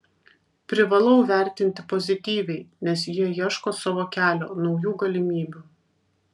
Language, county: Lithuanian, Vilnius